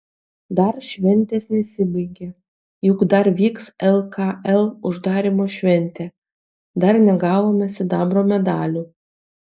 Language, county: Lithuanian, Kaunas